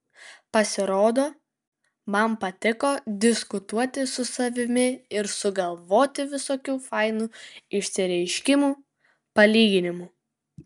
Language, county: Lithuanian, Kaunas